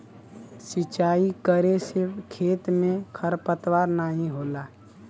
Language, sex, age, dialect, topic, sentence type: Bhojpuri, male, 25-30, Western, agriculture, statement